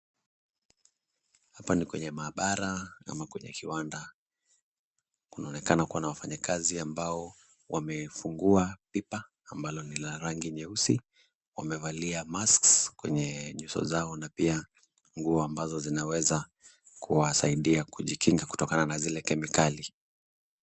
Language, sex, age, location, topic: Swahili, male, 25-35, Kisumu, health